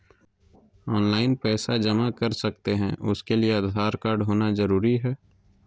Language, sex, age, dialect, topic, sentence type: Magahi, male, 18-24, Southern, banking, question